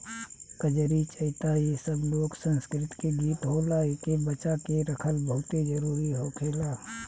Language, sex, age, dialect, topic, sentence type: Bhojpuri, male, 36-40, Southern / Standard, agriculture, statement